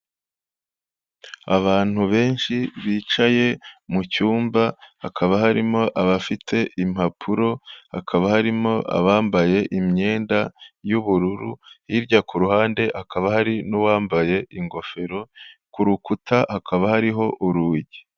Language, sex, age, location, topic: Kinyarwanda, male, 25-35, Kigali, health